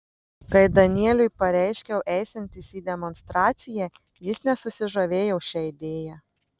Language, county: Lithuanian, Marijampolė